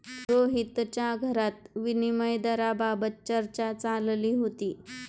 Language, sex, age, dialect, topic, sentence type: Marathi, female, 25-30, Standard Marathi, banking, statement